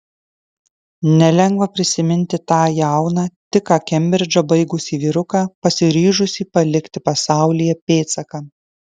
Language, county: Lithuanian, Kaunas